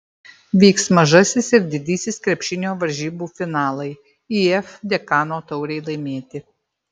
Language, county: Lithuanian, Marijampolė